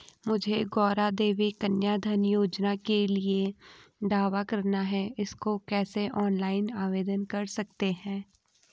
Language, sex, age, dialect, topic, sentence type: Hindi, female, 18-24, Garhwali, banking, question